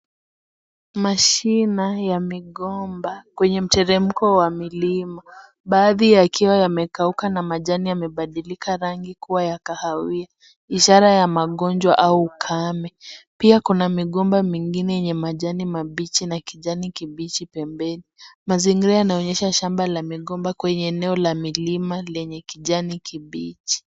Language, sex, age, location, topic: Swahili, female, 18-24, Kisii, agriculture